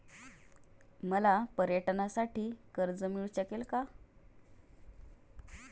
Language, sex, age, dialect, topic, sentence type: Marathi, female, 36-40, Standard Marathi, banking, question